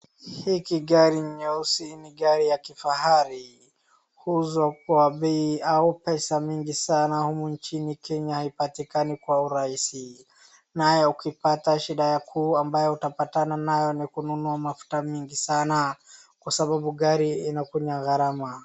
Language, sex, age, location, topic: Swahili, female, 36-49, Wajir, finance